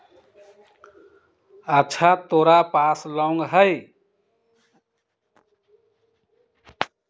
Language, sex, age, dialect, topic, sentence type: Magahi, male, 56-60, Western, agriculture, statement